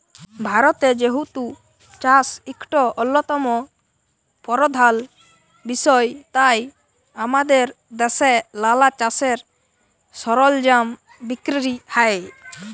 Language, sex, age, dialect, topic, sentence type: Bengali, male, 18-24, Jharkhandi, agriculture, statement